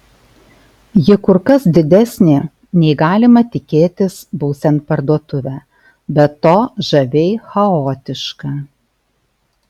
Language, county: Lithuanian, Alytus